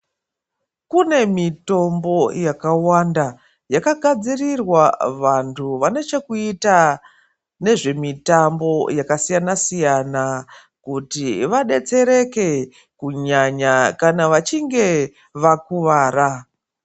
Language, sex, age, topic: Ndau, female, 25-35, health